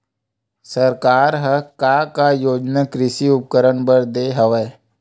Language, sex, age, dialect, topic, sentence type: Chhattisgarhi, male, 25-30, Western/Budati/Khatahi, agriculture, question